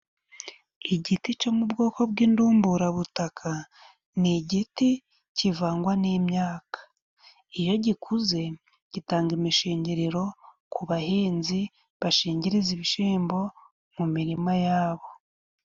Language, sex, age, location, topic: Kinyarwanda, female, 25-35, Musanze, health